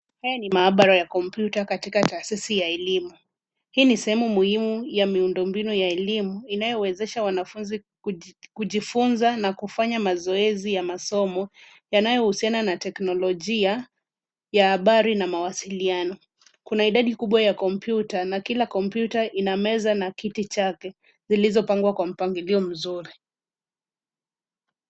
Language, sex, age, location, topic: Swahili, female, 25-35, Nairobi, education